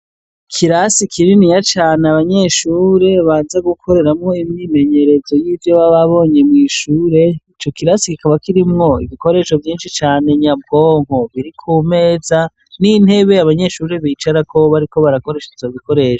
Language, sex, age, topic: Rundi, male, 18-24, education